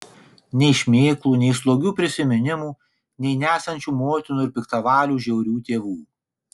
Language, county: Lithuanian, Kaunas